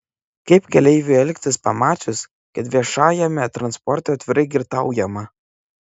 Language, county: Lithuanian, Klaipėda